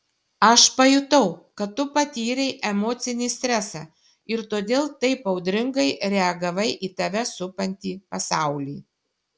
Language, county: Lithuanian, Šiauliai